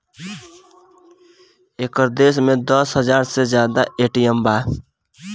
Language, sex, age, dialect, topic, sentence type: Bhojpuri, male, 18-24, Southern / Standard, banking, statement